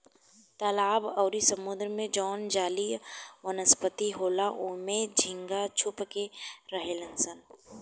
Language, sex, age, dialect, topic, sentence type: Bhojpuri, female, 18-24, Southern / Standard, agriculture, statement